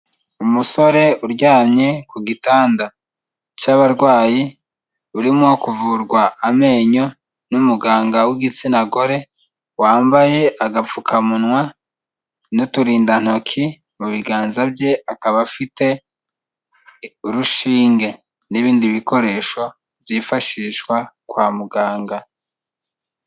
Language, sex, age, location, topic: Kinyarwanda, male, 25-35, Kigali, health